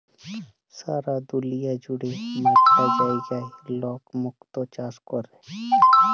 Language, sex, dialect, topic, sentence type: Bengali, male, Jharkhandi, agriculture, statement